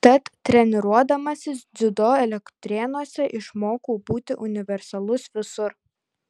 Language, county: Lithuanian, Panevėžys